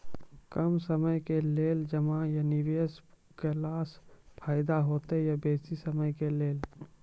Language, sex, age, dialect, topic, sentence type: Maithili, male, 18-24, Angika, banking, question